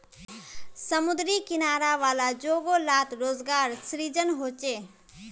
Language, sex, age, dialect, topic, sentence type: Magahi, female, 25-30, Northeastern/Surjapuri, agriculture, statement